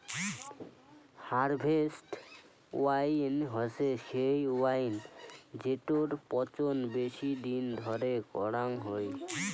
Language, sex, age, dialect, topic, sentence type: Bengali, male, <18, Rajbangshi, agriculture, statement